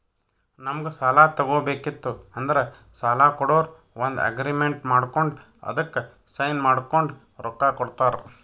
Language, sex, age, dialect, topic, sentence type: Kannada, male, 31-35, Northeastern, banking, statement